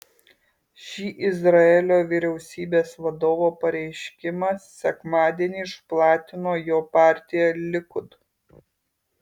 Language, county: Lithuanian, Kaunas